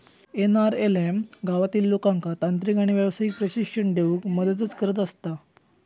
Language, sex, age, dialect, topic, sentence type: Marathi, male, 18-24, Southern Konkan, banking, statement